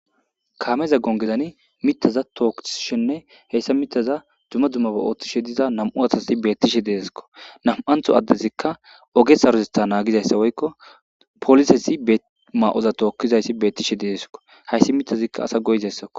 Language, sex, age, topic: Gamo, male, 18-24, government